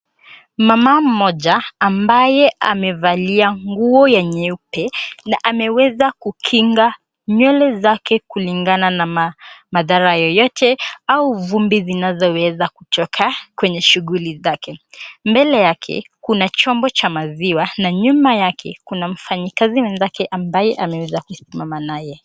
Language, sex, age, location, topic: Swahili, female, 18-24, Mombasa, agriculture